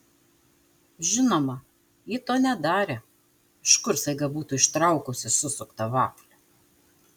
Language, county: Lithuanian, Telšiai